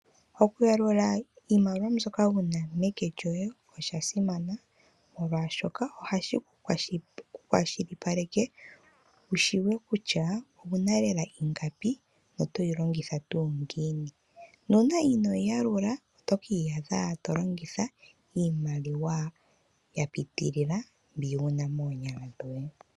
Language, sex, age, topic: Oshiwambo, female, 25-35, finance